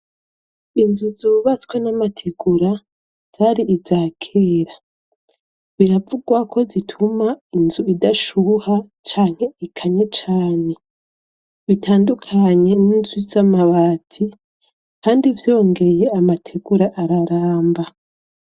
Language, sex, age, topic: Rundi, female, 25-35, education